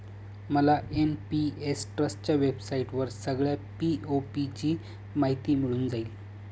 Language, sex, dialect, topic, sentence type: Marathi, male, Northern Konkan, banking, statement